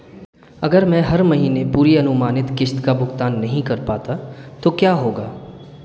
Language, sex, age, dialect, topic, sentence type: Hindi, male, 25-30, Marwari Dhudhari, banking, question